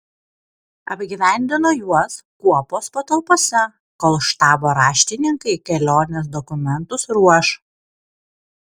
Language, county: Lithuanian, Kaunas